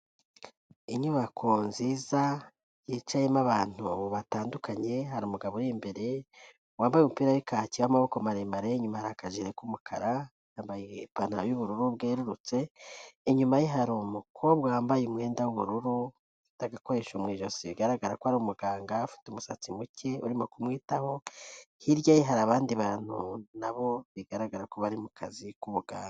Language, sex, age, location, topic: Kinyarwanda, female, 18-24, Kigali, health